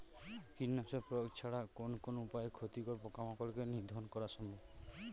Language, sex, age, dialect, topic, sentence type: Bengali, male, 18-24, Northern/Varendri, agriculture, question